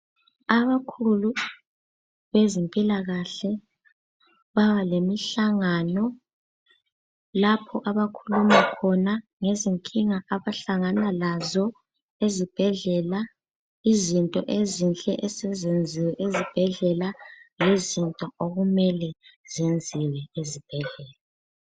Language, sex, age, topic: North Ndebele, female, 18-24, health